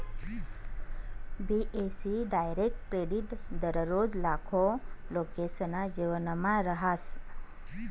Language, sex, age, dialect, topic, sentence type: Marathi, female, 25-30, Northern Konkan, banking, statement